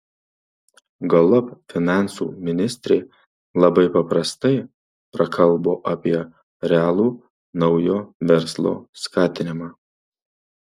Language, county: Lithuanian, Marijampolė